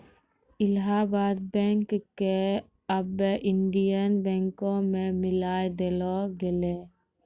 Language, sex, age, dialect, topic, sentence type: Maithili, female, 18-24, Angika, banking, statement